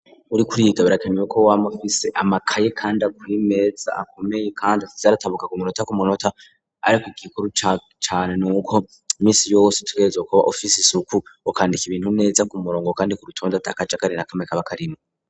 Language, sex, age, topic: Rundi, male, 36-49, education